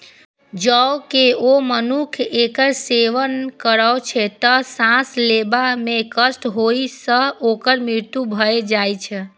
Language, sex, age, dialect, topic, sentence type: Maithili, female, 25-30, Eastern / Thethi, agriculture, statement